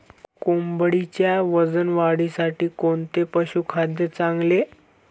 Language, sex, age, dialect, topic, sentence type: Marathi, male, 18-24, Standard Marathi, agriculture, question